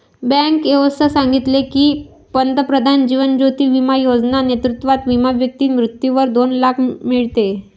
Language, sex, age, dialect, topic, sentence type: Marathi, female, 25-30, Varhadi, banking, statement